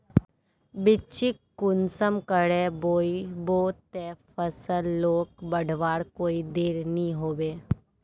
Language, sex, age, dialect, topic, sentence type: Magahi, female, 41-45, Northeastern/Surjapuri, agriculture, question